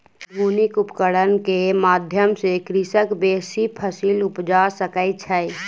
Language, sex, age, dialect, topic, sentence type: Maithili, female, 18-24, Southern/Standard, agriculture, statement